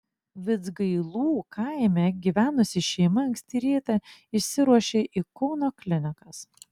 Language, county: Lithuanian, Klaipėda